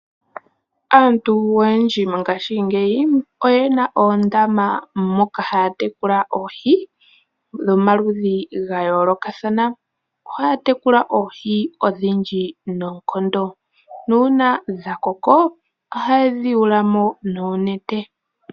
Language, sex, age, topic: Oshiwambo, female, 18-24, agriculture